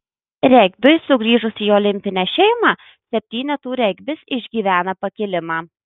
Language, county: Lithuanian, Marijampolė